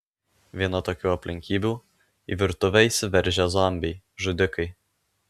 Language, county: Lithuanian, Alytus